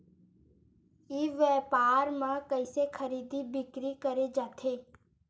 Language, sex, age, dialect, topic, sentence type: Chhattisgarhi, female, 18-24, Western/Budati/Khatahi, agriculture, question